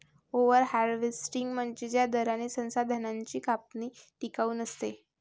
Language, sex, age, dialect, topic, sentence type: Marathi, male, 18-24, Varhadi, agriculture, statement